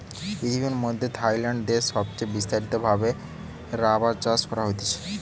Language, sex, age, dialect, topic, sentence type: Bengali, male, 18-24, Western, agriculture, statement